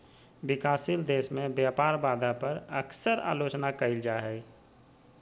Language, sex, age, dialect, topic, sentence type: Magahi, male, 36-40, Southern, banking, statement